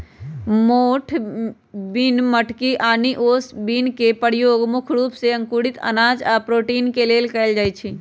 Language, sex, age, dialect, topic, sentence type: Magahi, female, 31-35, Western, agriculture, statement